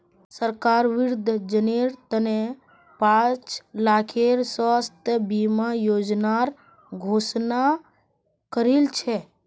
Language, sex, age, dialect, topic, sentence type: Magahi, female, 31-35, Northeastern/Surjapuri, banking, statement